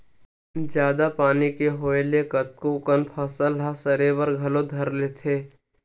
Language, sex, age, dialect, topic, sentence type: Chhattisgarhi, male, 18-24, Western/Budati/Khatahi, agriculture, statement